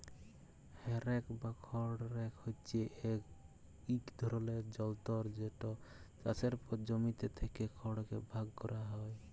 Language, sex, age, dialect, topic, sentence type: Bengali, male, 25-30, Jharkhandi, agriculture, statement